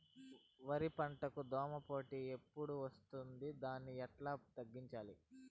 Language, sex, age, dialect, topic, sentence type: Telugu, male, 18-24, Southern, agriculture, question